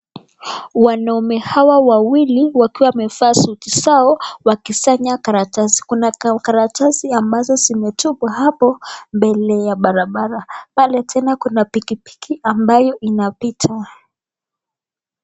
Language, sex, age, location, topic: Swahili, female, 25-35, Nakuru, health